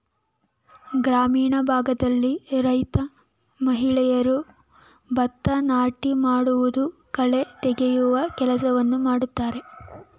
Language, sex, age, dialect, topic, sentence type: Kannada, female, 18-24, Mysore Kannada, agriculture, statement